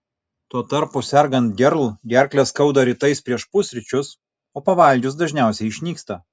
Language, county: Lithuanian, Kaunas